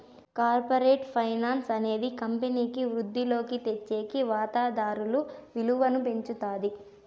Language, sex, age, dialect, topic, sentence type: Telugu, female, 18-24, Southern, banking, statement